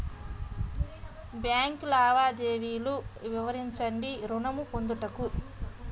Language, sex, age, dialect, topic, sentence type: Telugu, female, 25-30, Central/Coastal, banking, question